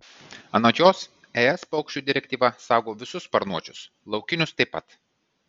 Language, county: Lithuanian, Vilnius